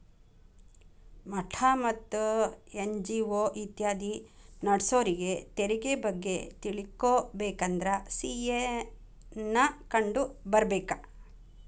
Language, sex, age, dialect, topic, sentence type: Kannada, female, 56-60, Dharwad Kannada, banking, statement